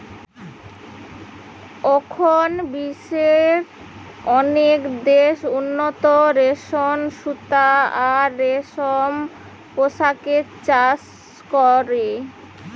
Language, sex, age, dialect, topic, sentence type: Bengali, female, 31-35, Western, agriculture, statement